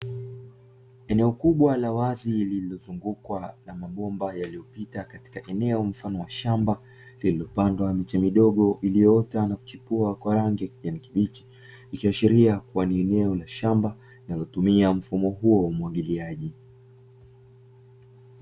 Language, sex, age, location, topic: Swahili, male, 25-35, Dar es Salaam, agriculture